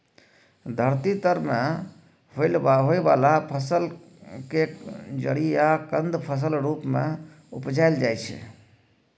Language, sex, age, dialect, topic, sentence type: Maithili, male, 31-35, Bajjika, agriculture, statement